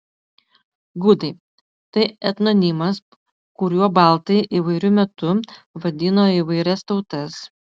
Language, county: Lithuanian, Utena